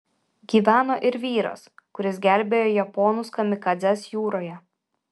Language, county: Lithuanian, Vilnius